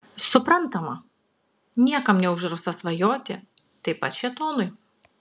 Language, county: Lithuanian, Klaipėda